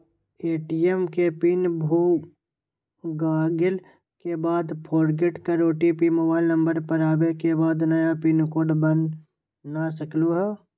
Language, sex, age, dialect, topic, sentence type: Magahi, male, 25-30, Western, banking, question